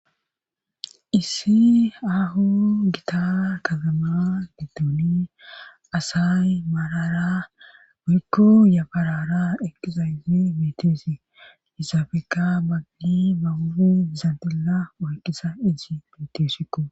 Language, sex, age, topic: Gamo, female, 25-35, government